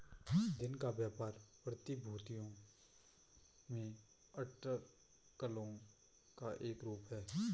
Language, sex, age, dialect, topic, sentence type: Hindi, male, 25-30, Garhwali, banking, statement